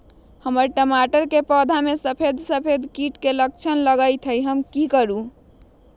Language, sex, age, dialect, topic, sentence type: Magahi, female, 41-45, Western, agriculture, question